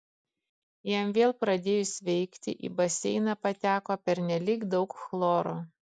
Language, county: Lithuanian, Kaunas